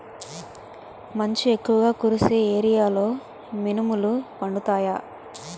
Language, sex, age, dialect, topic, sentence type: Telugu, female, 25-30, Utterandhra, agriculture, question